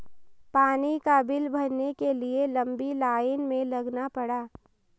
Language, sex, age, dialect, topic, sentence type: Hindi, female, 18-24, Marwari Dhudhari, banking, statement